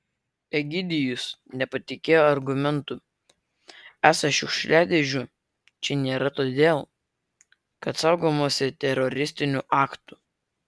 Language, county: Lithuanian, Vilnius